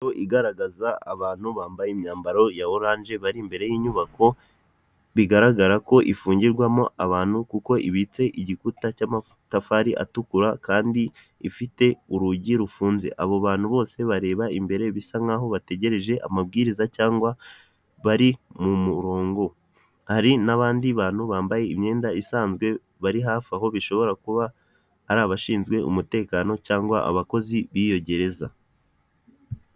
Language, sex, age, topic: Kinyarwanda, male, 18-24, government